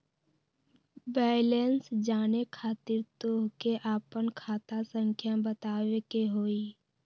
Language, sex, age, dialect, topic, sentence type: Magahi, female, 18-24, Western, banking, question